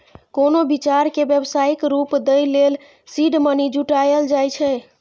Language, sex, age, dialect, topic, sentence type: Maithili, female, 25-30, Eastern / Thethi, banking, statement